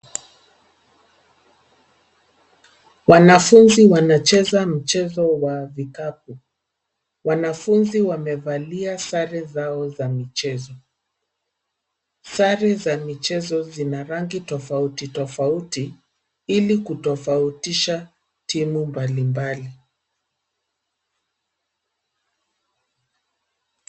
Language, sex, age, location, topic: Swahili, female, 50+, Nairobi, education